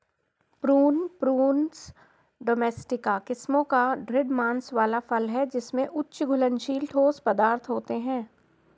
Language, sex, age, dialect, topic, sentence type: Hindi, female, 51-55, Garhwali, agriculture, statement